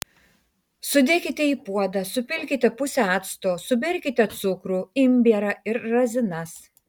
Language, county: Lithuanian, Tauragė